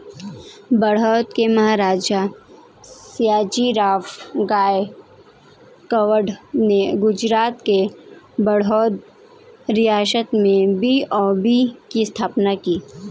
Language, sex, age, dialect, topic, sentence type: Hindi, female, 18-24, Kanauji Braj Bhasha, banking, statement